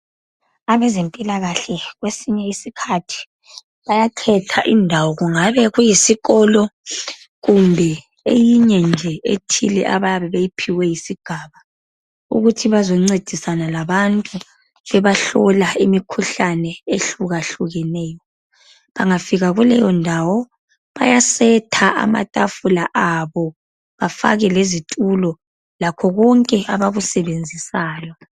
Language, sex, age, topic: North Ndebele, male, 25-35, health